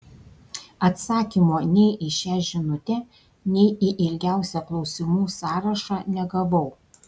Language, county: Lithuanian, Šiauliai